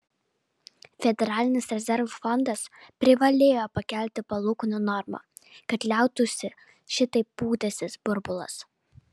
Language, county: Lithuanian, Vilnius